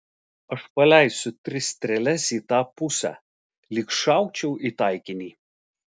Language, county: Lithuanian, Alytus